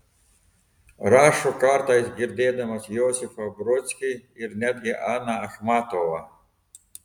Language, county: Lithuanian, Telšiai